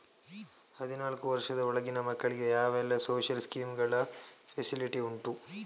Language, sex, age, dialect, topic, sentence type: Kannada, male, 25-30, Coastal/Dakshin, banking, question